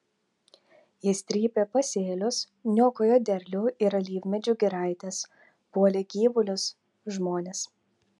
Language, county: Lithuanian, Telšiai